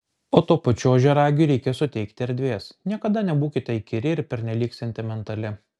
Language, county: Lithuanian, Kaunas